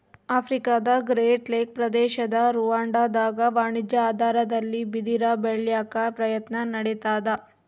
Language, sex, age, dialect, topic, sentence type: Kannada, female, 25-30, Central, agriculture, statement